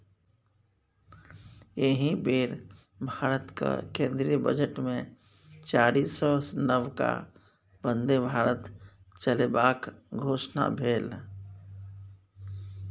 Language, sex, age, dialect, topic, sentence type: Maithili, male, 41-45, Bajjika, banking, statement